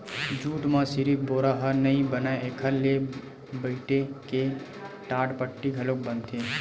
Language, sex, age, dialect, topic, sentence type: Chhattisgarhi, male, 18-24, Western/Budati/Khatahi, agriculture, statement